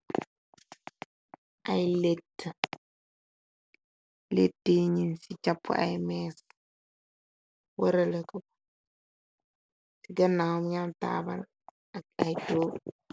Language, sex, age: Wolof, female, 18-24